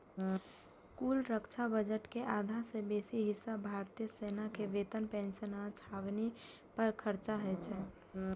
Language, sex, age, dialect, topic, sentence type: Maithili, female, 18-24, Eastern / Thethi, banking, statement